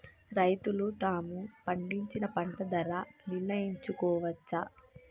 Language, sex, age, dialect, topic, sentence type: Telugu, female, 25-30, Telangana, agriculture, question